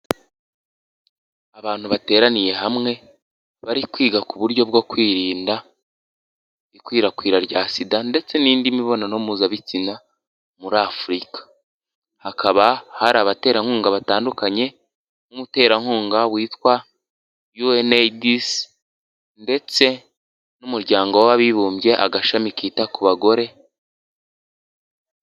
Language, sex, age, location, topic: Kinyarwanda, male, 18-24, Huye, health